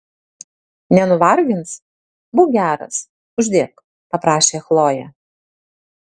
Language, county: Lithuanian, Tauragė